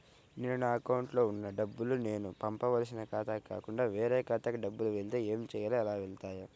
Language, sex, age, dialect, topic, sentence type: Telugu, male, 25-30, Central/Coastal, banking, question